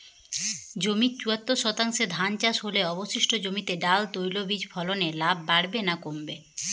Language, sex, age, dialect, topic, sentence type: Bengali, female, 31-35, Jharkhandi, agriculture, question